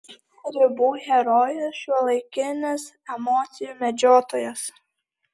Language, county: Lithuanian, Alytus